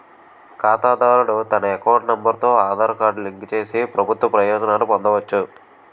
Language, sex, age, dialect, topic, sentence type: Telugu, male, 18-24, Utterandhra, banking, statement